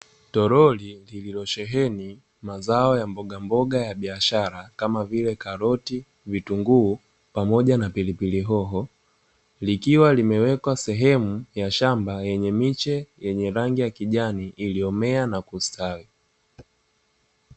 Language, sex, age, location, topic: Swahili, male, 25-35, Dar es Salaam, agriculture